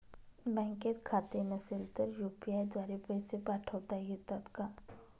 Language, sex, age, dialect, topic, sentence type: Marathi, female, 31-35, Northern Konkan, banking, question